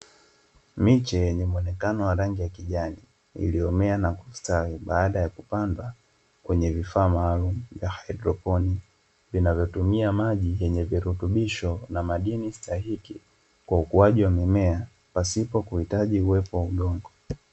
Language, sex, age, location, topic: Swahili, male, 25-35, Dar es Salaam, agriculture